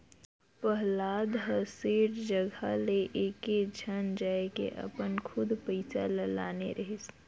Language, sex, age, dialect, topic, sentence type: Chhattisgarhi, female, 51-55, Northern/Bhandar, banking, statement